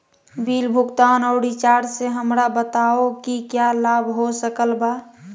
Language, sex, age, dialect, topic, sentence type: Magahi, male, 31-35, Southern, banking, question